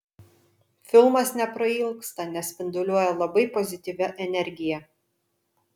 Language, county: Lithuanian, Vilnius